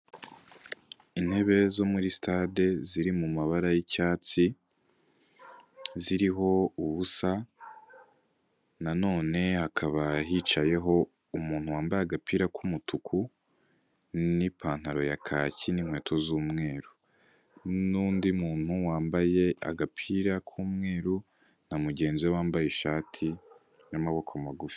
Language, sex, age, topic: Kinyarwanda, male, 18-24, government